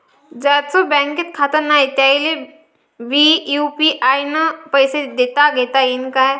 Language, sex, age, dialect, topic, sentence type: Marathi, male, 31-35, Varhadi, banking, question